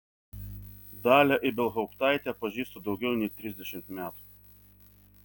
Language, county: Lithuanian, Vilnius